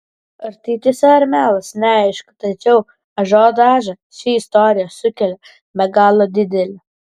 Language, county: Lithuanian, Vilnius